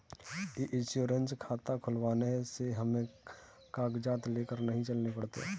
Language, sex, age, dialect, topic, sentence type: Hindi, male, 18-24, Kanauji Braj Bhasha, banking, statement